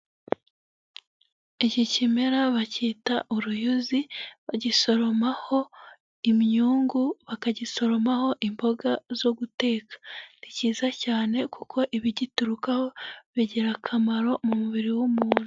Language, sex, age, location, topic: Kinyarwanda, female, 18-24, Huye, health